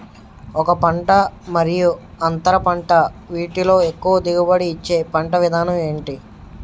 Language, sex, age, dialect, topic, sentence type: Telugu, male, 18-24, Utterandhra, agriculture, question